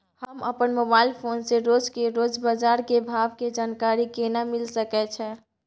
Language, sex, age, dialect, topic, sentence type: Maithili, female, 18-24, Bajjika, agriculture, question